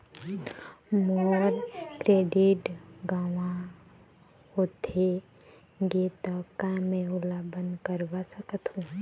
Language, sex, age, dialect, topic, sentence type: Chhattisgarhi, female, 18-24, Eastern, banking, question